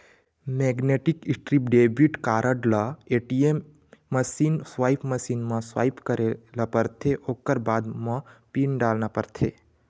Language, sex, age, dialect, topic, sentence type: Chhattisgarhi, male, 25-30, Eastern, banking, statement